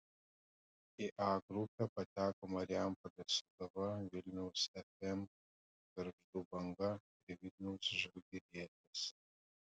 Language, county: Lithuanian, Panevėžys